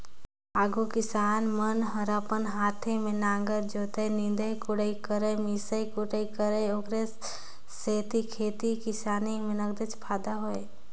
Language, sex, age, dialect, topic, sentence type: Chhattisgarhi, female, 18-24, Northern/Bhandar, agriculture, statement